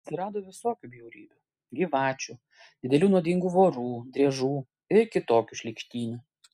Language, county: Lithuanian, Klaipėda